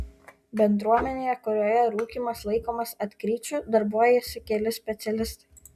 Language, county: Lithuanian, Kaunas